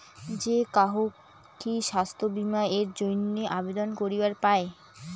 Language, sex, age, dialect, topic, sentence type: Bengali, female, 18-24, Rajbangshi, banking, question